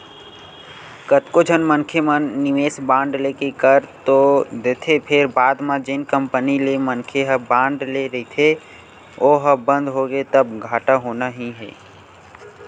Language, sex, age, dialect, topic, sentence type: Chhattisgarhi, male, 18-24, Western/Budati/Khatahi, banking, statement